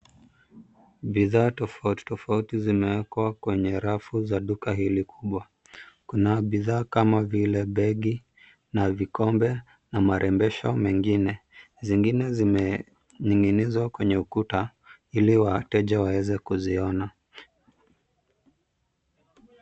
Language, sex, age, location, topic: Swahili, male, 25-35, Nairobi, finance